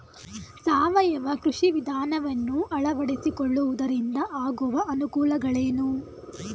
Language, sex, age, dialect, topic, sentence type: Kannada, female, 18-24, Mysore Kannada, agriculture, question